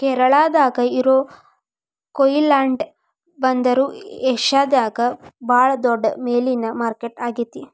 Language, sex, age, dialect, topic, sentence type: Kannada, female, 18-24, Dharwad Kannada, agriculture, statement